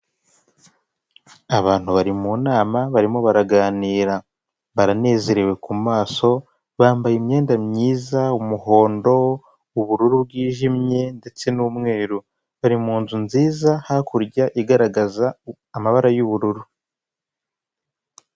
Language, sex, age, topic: Kinyarwanda, male, 25-35, government